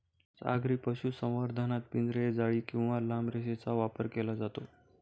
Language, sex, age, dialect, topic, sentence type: Marathi, male, 25-30, Standard Marathi, agriculture, statement